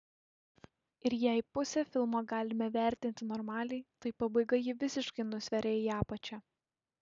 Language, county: Lithuanian, Šiauliai